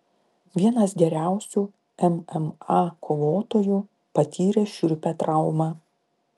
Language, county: Lithuanian, Klaipėda